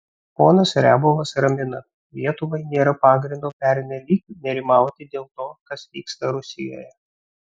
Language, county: Lithuanian, Vilnius